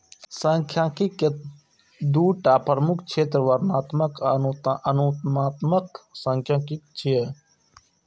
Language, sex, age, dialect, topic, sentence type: Maithili, male, 25-30, Eastern / Thethi, banking, statement